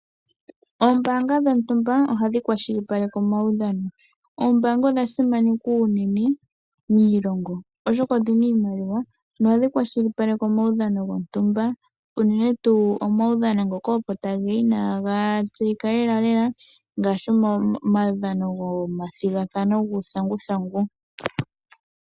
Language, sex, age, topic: Oshiwambo, female, 18-24, finance